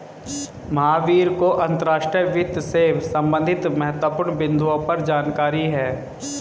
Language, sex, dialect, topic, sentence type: Hindi, male, Hindustani Malvi Khadi Boli, banking, statement